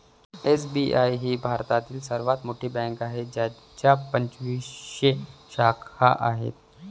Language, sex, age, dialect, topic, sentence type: Marathi, male, 25-30, Varhadi, banking, statement